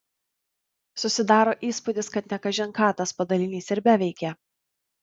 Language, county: Lithuanian, Vilnius